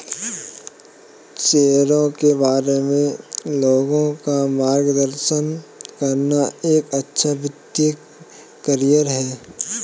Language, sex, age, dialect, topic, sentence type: Hindi, male, 18-24, Kanauji Braj Bhasha, banking, statement